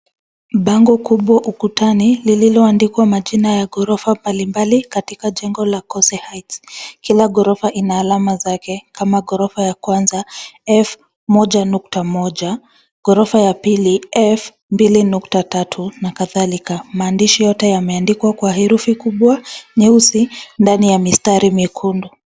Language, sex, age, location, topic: Swahili, female, 25-35, Nairobi, finance